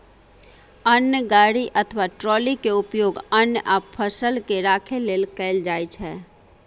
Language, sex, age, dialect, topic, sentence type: Maithili, female, 36-40, Eastern / Thethi, agriculture, statement